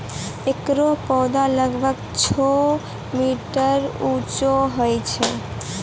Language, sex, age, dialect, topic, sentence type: Maithili, female, 18-24, Angika, agriculture, statement